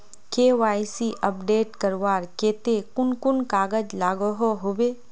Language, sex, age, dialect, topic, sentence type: Magahi, female, 18-24, Northeastern/Surjapuri, banking, question